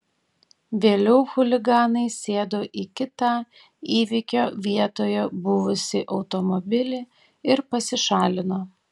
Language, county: Lithuanian, Tauragė